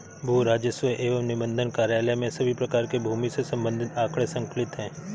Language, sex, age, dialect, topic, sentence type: Hindi, male, 31-35, Awadhi Bundeli, agriculture, statement